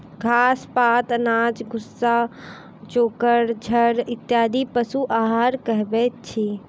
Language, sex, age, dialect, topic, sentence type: Maithili, female, 18-24, Southern/Standard, agriculture, statement